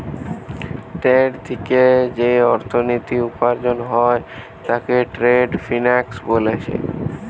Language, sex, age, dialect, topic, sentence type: Bengali, male, 18-24, Western, banking, statement